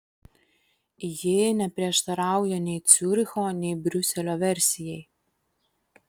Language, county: Lithuanian, Vilnius